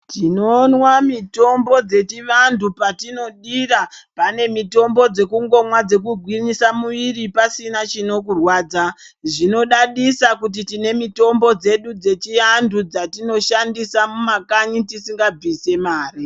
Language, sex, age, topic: Ndau, female, 36-49, health